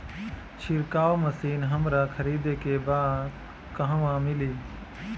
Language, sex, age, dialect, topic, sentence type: Bhojpuri, male, 25-30, Southern / Standard, agriculture, question